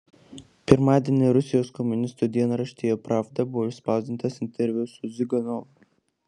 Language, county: Lithuanian, Klaipėda